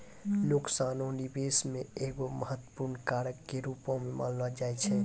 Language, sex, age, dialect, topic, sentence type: Maithili, female, 18-24, Angika, banking, statement